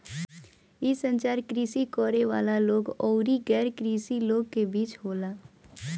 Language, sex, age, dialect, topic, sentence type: Bhojpuri, female, <18, Northern, agriculture, statement